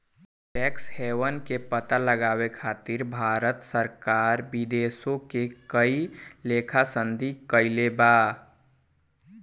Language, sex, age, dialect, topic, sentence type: Bhojpuri, male, 18-24, Southern / Standard, banking, statement